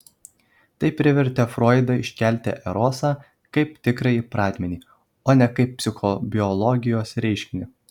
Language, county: Lithuanian, Kaunas